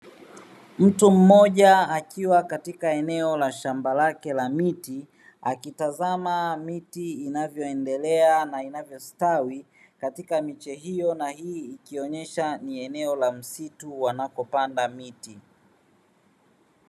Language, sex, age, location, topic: Swahili, male, 36-49, Dar es Salaam, agriculture